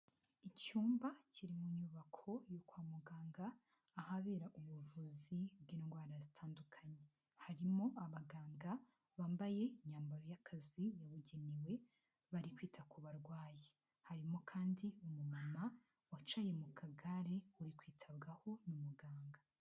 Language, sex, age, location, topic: Kinyarwanda, female, 18-24, Huye, health